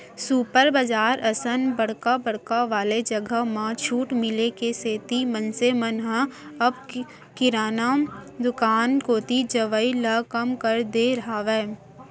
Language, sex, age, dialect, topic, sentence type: Chhattisgarhi, female, 25-30, Central, banking, statement